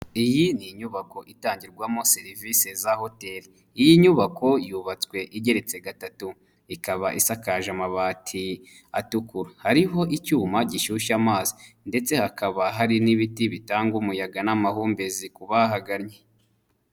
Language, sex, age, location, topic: Kinyarwanda, male, 25-35, Nyagatare, finance